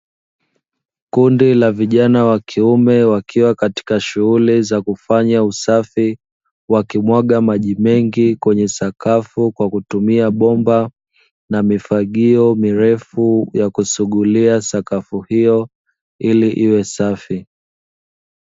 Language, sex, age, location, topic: Swahili, male, 25-35, Dar es Salaam, government